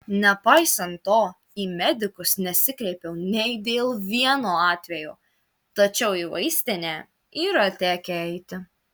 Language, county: Lithuanian, Marijampolė